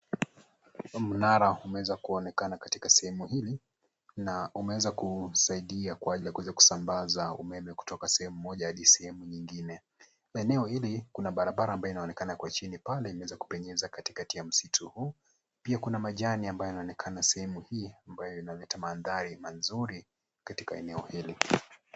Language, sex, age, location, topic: Swahili, male, 25-35, Nairobi, government